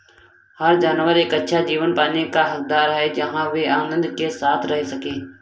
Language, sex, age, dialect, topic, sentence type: Hindi, male, 18-24, Kanauji Braj Bhasha, agriculture, statement